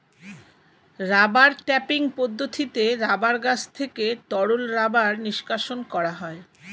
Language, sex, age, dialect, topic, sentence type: Bengali, female, 51-55, Standard Colloquial, agriculture, statement